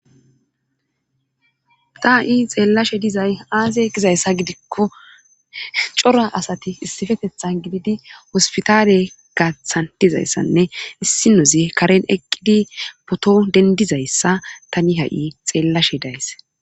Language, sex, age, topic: Gamo, female, 25-35, government